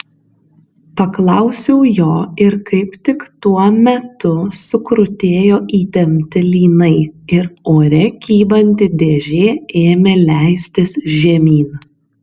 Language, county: Lithuanian, Kaunas